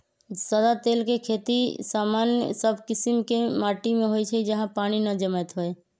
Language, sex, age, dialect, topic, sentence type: Magahi, female, 31-35, Western, agriculture, statement